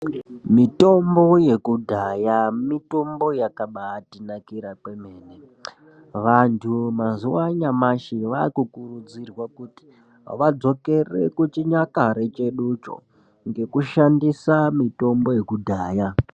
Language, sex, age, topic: Ndau, male, 18-24, health